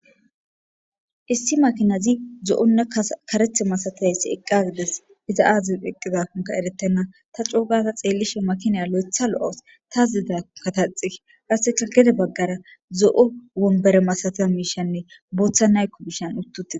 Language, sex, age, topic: Gamo, female, 18-24, government